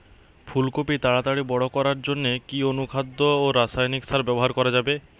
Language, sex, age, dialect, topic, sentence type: Bengali, male, 18-24, Western, agriculture, question